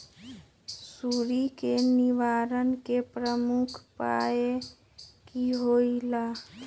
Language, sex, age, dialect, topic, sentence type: Magahi, female, 18-24, Western, agriculture, question